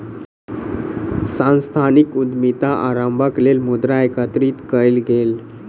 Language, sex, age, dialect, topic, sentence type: Maithili, male, 25-30, Southern/Standard, banking, statement